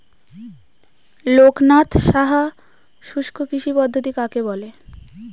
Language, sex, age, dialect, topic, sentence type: Bengali, female, 18-24, Standard Colloquial, agriculture, question